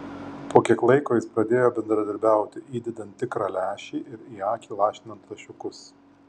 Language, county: Lithuanian, Kaunas